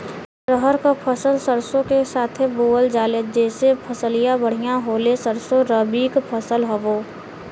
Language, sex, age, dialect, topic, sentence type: Bhojpuri, female, 18-24, Western, agriculture, question